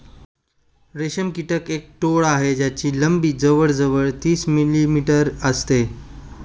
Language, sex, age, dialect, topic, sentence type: Marathi, male, 25-30, Standard Marathi, agriculture, statement